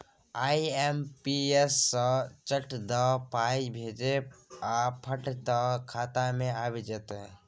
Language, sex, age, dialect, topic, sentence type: Maithili, male, 31-35, Bajjika, banking, statement